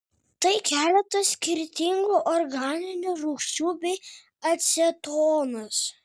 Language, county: Lithuanian, Kaunas